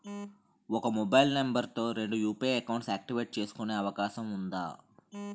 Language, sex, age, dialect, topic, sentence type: Telugu, male, 31-35, Utterandhra, banking, question